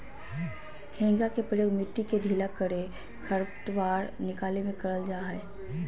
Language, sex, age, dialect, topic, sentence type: Magahi, female, 31-35, Southern, agriculture, statement